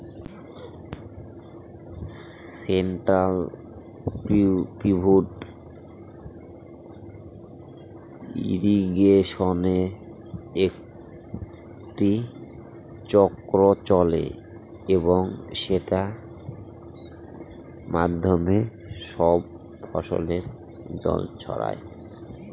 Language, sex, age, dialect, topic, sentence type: Bengali, male, 31-35, Northern/Varendri, agriculture, statement